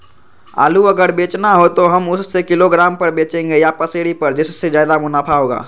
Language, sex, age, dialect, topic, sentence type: Magahi, male, 56-60, Western, agriculture, question